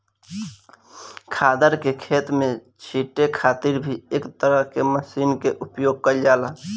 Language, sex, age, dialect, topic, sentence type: Bhojpuri, male, 18-24, Southern / Standard, agriculture, statement